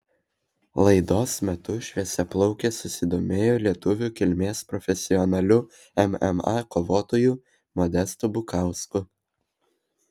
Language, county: Lithuanian, Vilnius